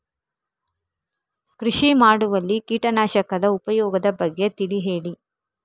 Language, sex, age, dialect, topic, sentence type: Kannada, female, 36-40, Coastal/Dakshin, agriculture, question